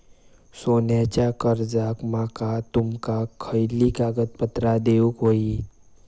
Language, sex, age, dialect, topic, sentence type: Marathi, male, 18-24, Southern Konkan, banking, question